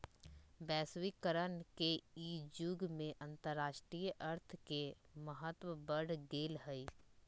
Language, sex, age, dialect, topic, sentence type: Magahi, female, 25-30, Western, banking, statement